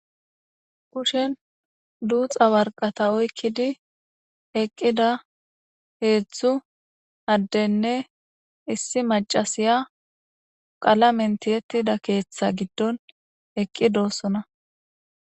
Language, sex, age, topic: Gamo, female, 25-35, government